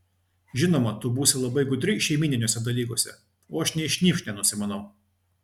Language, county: Lithuanian, Klaipėda